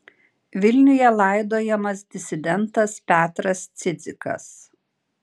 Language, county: Lithuanian, Panevėžys